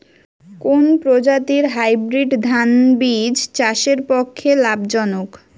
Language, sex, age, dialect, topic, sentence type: Bengali, female, 18-24, Western, agriculture, question